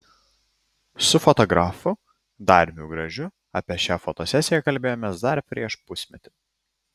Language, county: Lithuanian, Klaipėda